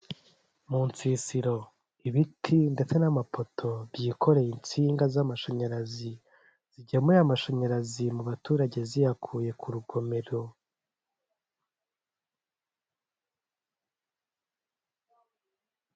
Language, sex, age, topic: Kinyarwanda, male, 18-24, government